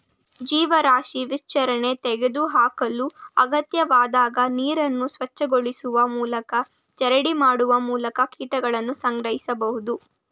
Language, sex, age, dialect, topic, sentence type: Kannada, female, 18-24, Mysore Kannada, agriculture, statement